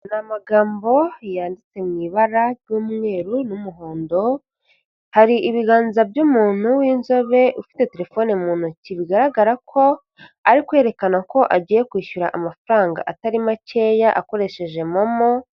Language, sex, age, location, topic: Kinyarwanda, female, 50+, Kigali, finance